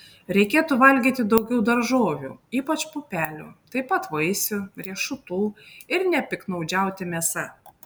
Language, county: Lithuanian, Panevėžys